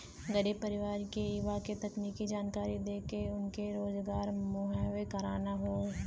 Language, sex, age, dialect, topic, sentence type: Bhojpuri, female, 25-30, Western, banking, statement